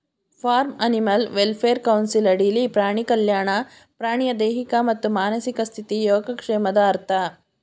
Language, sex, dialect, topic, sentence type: Kannada, female, Mysore Kannada, agriculture, statement